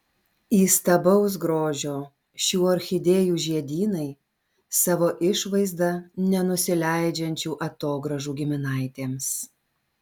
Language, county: Lithuanian, Alytus